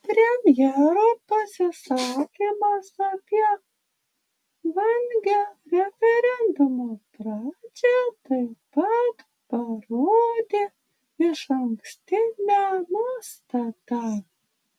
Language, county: Lithuanian, Panevėžys